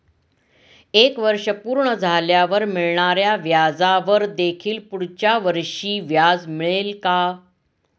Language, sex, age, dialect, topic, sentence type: Marathi, female, 46-50, Standard Marathi, banking, question